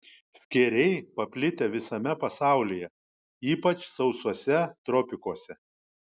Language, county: Lithuanian, Kaunas